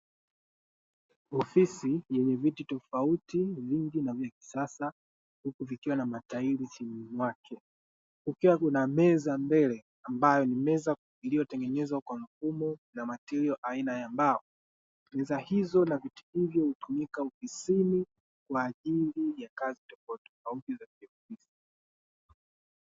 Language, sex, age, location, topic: Swahili, male, 18-24, Dar es Salaam, finance